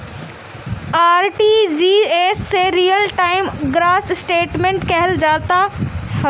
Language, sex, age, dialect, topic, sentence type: Bhojpuri, female, 18-24, Northern, banking, statement